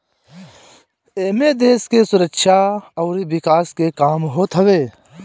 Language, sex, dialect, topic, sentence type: Bhojpuri, male, Northern, banking, statement